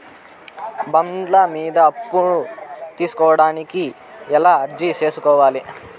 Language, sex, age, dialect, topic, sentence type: Telugu, male, 25-30, Southern, banking, question